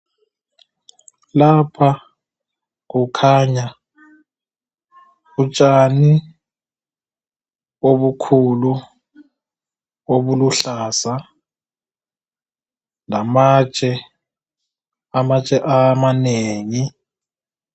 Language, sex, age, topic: North Ndebele, male, 18-24, health